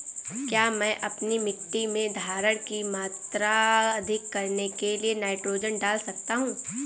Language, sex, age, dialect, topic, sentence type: Hindi, female, 18-24, Awadhi Bundeli, agriculture, question